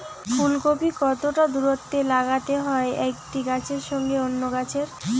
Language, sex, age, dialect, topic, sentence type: Bengali, female, 18-24, Rajbangshi, agriculture, question